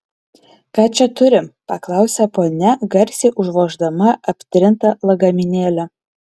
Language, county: Lithuanian, Vilnius